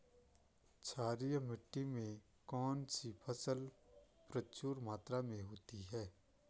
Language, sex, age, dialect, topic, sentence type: Hindi, male, 25-30, Garhwali, agriculture, question